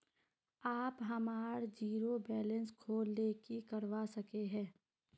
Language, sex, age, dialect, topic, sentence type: Magahi, female, 18-24, Northeastern/Surjapuri, banking, question